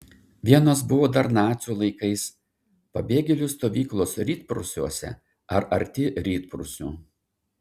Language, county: Lithuanian, Šiauliai